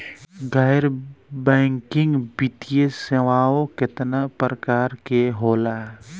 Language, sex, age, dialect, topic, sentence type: Bhojpuri, male, 18-24, Southern / Standard, banking, question